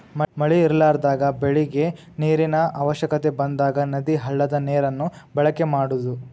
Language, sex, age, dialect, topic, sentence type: Kannada, male, 18-24, Dharwad Kannada, agriculture, statement